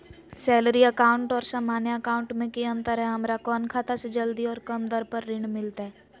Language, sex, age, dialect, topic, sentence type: Magahi, female, 18-24, Southern, banking, question